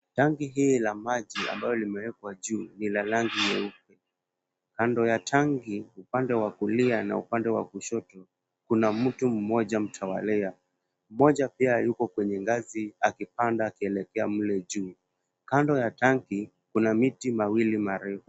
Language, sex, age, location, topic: Swahili, male, 18-24, Kisumu, health